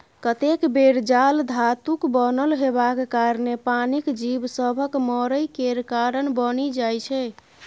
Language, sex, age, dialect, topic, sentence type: Maithili, female, 25-30, Bajjika, agriculture, statement